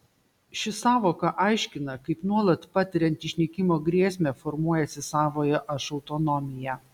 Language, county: Lithuanian, Šiauliai